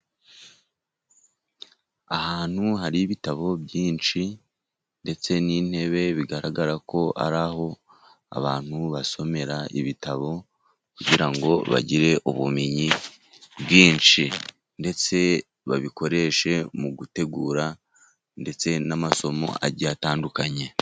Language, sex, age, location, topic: Kinyarwanda, male, 50+, Musanze, education